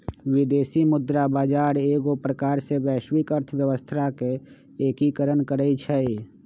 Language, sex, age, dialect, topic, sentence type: Magahi, male, 25-30, Western, banking, statement